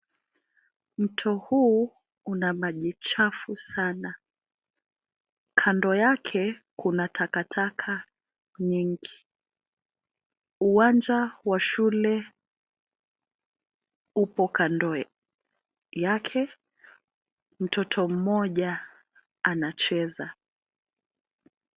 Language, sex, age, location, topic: Swahili, female, 25-35, Nairobi, government